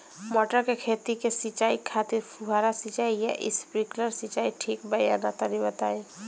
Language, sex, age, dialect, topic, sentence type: Bhojpuri, female, 18-24, Northern, agriculture, question